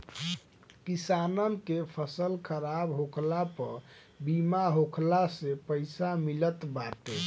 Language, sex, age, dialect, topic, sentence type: Bhojpuri, male, 18-24, Northern, banking, statement